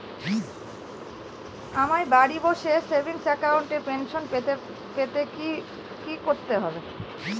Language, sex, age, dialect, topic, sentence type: Bengali, female, 18-24, Northern/Varendri, banking, question